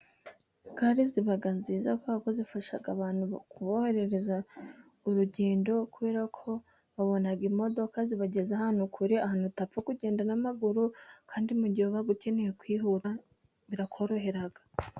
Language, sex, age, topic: Kinyarwanda, female, 18-24, government